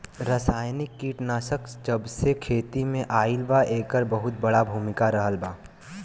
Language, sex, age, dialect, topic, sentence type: Bhojpuri, male, 18-24, Western, agriculture, statement